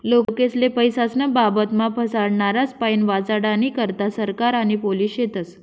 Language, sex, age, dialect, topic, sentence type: Marathi, female, 31-35, Northern Konkan, banking, statement